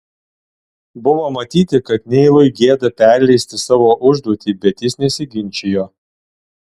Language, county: Lithuanian, Alytus